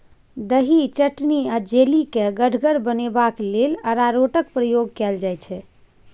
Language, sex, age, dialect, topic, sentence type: Maithili, female, 51-55, Bajjika, agriculture, statement